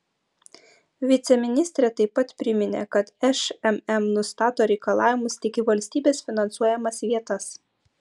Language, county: Lithuanian, Utena